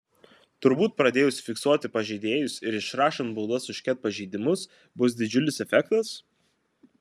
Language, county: Lithuanian, Kaunas